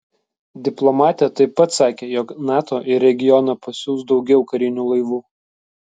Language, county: Lithuanian, Vilnius